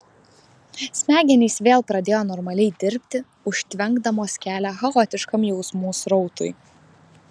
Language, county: Lithuanian, Vilnius